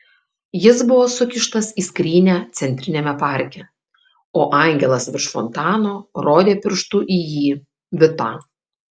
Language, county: Lithuanian, Kaunas